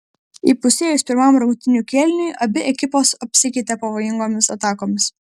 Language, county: Lithuanian, Vilnius